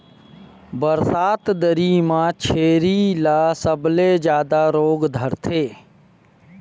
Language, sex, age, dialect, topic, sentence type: Chhattisgarhi, male, 25-30, Western/Budati/Khatahi, agriculture, statement